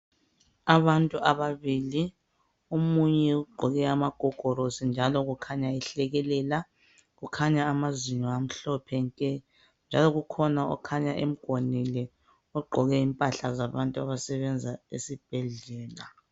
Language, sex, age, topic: North Ndebele, male, 36-49, health